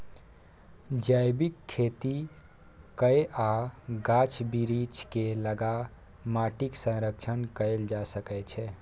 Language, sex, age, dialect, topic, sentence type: Maithili, male, 18-24, Bajjika, agriculture, statement